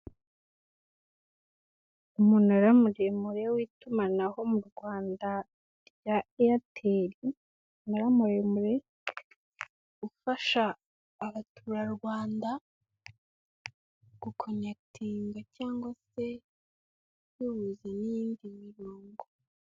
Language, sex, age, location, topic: Kinyarwanda, female, 18-24, Kigali, government